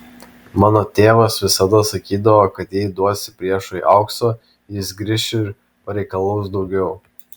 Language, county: Lithuanian, Vilnius